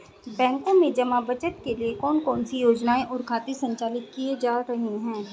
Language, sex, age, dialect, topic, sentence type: Hindi, female, 25-30, Hindustani Malvi Khadi Boli, banking, question